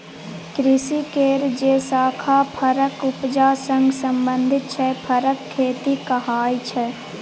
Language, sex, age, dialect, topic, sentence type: Maithili, female, 25-30, Bajjika, agriculture, statement